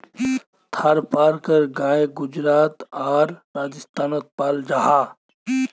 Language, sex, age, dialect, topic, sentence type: Magahi, male, 25-30, Northeastern/Surjapuri, agriculture, statement